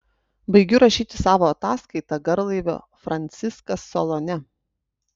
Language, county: Lithuanian, Utena